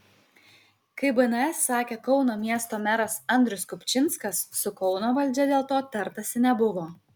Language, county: Lithuanian, Kaunas